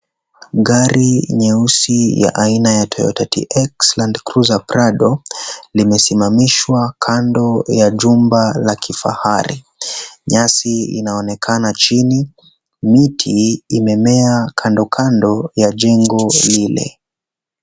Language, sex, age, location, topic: Swahili, male, 18-24, Kisii, finance